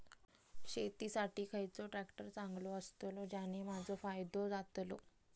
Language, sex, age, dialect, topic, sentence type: Marathi, female, 25-30, Southern Konkan, agriculture, question